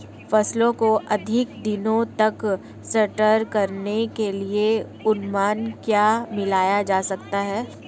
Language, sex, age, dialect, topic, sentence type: Hindi, male, 25-30, Marwari Dhudhari, agriculture, question